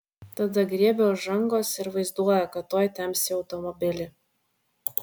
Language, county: Lithuanian, Vilnius